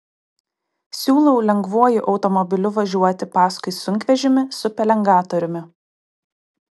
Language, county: Lithuanian, Kaunas